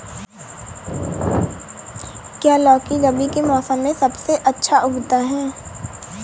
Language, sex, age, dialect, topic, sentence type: Hindi, female, 18-24, Awadhi Bundeli, agriculture, question